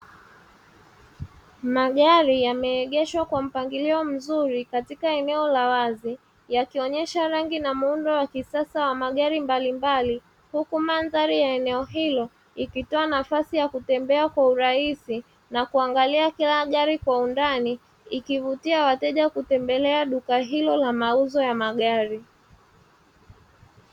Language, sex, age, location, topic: Swahili, male, 25-35, Dar es Salaam, finance